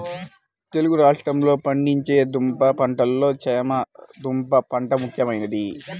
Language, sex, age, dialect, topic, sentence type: Telugu, male, 18-24, Central/Coastal, agriculture, statement